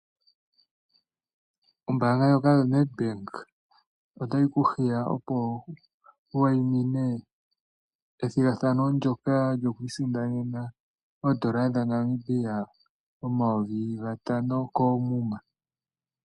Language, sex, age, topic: Oshiwambo, male, 18-24, finance